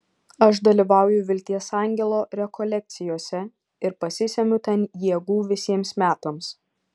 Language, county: Lithuanian, Šiauliai